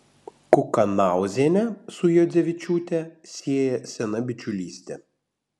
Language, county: Lithuanian, Panevėžys